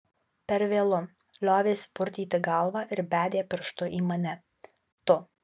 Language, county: Lithuanian, Alytus